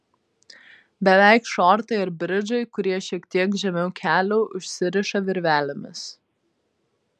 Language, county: Lithuanian, Vilnius